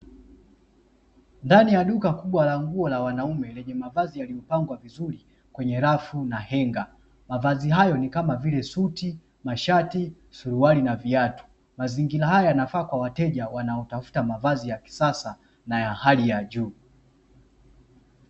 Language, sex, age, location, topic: Swahili, male, 25-35, Dar es Salaam, finance